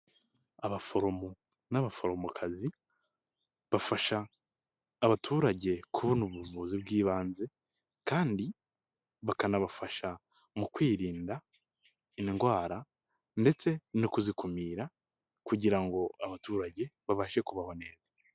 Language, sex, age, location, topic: Kinyarwanda, male, 18-24, Nyagatare, health